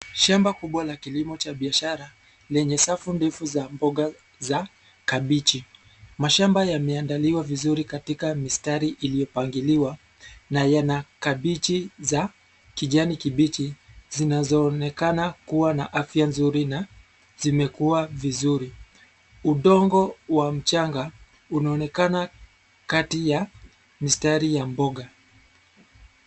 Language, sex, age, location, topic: Swahili, male, 25-35, Nairobi, agriculture